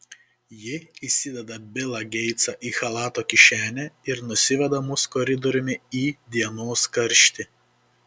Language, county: Lithuanian, Panevėžys